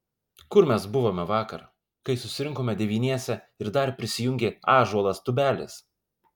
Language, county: Lithuanian, Kaunas